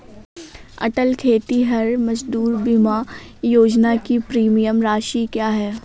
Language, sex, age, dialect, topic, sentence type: Hindi, female, 18-24, Awadhi Bundeli, banking, question